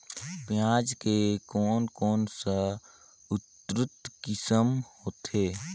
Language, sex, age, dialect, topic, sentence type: Chhattisgarhi, male, 18-24, Northern/Bhandar, agriculture, question